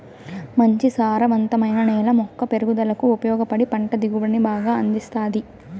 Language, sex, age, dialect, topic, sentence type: Telugu, female, 18-24, Southern, agriculture, statement